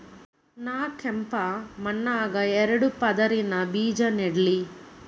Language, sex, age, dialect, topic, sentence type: Kannada, female, 18-24, Dharwad Kannada, agriculture, question